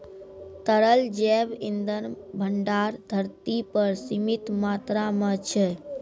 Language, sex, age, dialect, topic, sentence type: Maithili, male, 46-50, Angika, agriculture, statement